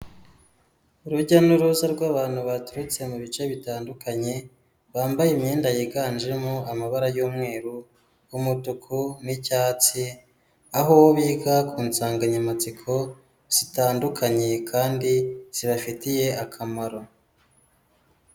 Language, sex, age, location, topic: Kinyarwanda, female, 18-24, Kigali, health